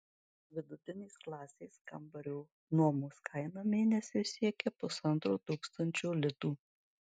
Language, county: Lithuanian, Marijampolė